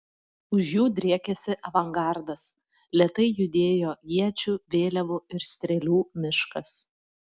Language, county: Lithuanian, Panevėžys